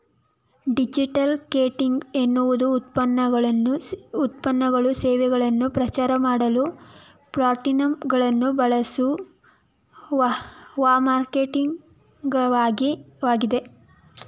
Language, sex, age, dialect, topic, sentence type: Kannada, female, 18-24, Mysore Kannada, banking, statement